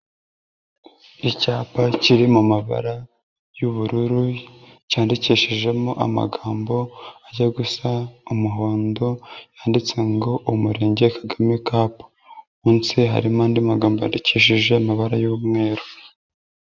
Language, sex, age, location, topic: Kinyarwanda, female, 25-35, Nyagatare, government